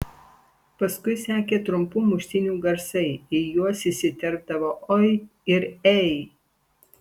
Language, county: Lithuanian, Panevėžys